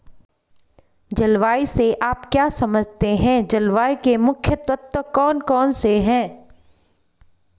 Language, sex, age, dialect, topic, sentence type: Hindi, female, 25-30, Hindustani Malvi Khadi Boli, agriculture, question